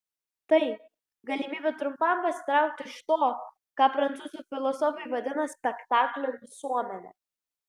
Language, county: Lithuanian, Klaipėda